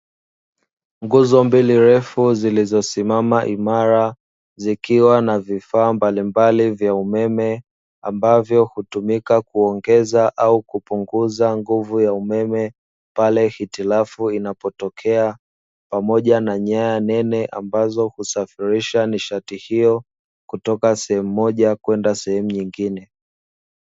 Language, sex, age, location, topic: Swahili, male, 25-35, Dar es Salaam, government